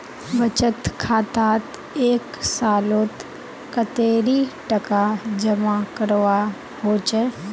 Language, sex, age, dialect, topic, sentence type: Magahi, female, 18-24, Northeastern/Surjapuri, banking, question